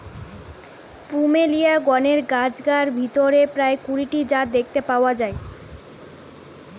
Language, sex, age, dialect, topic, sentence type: Bengali, female, 18-24, Western, agriculture, statement